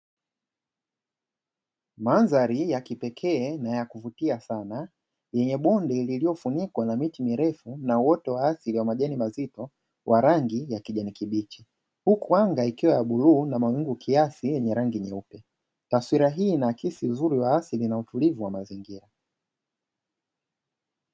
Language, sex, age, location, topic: Swahili, male, 25-35, Dar es Salaam, agriculture